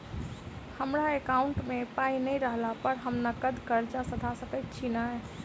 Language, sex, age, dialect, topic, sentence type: Maithili, female, 25-30, Southern/Standard, banking, question